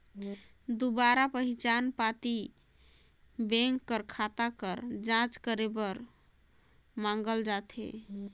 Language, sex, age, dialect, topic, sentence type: Chhattisgarhi, female, 25-30, Northern/Bhandar, banking, statement